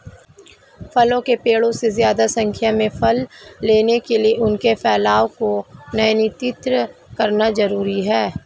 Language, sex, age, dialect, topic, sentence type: Hindi, female, 31-35, Marwari Dhudhari, agriculture, statement